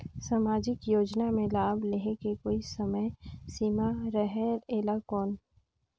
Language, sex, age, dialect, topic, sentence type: Chhattisgarhi, female, 60-100, Northern/Bhandar, banking, question